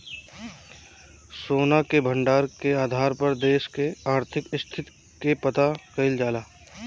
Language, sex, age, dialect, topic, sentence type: Bhojpuri, male, 25-30, Southern / Standard, banking, statement